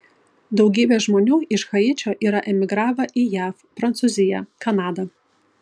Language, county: Lithuanian, Kaunas